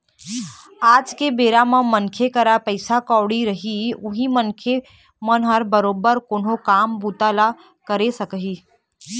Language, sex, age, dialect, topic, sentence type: Chhattisgarhi, female, 18-24, Eastern, banking, statement